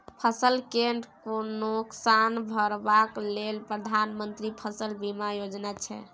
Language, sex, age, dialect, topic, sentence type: Maithili, female, 18-24, Bajjika, banking, statement